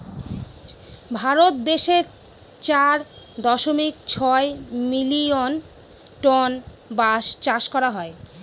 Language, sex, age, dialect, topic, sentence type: Bengali, female, 25-30, Northern/Varendri, agriculture, statement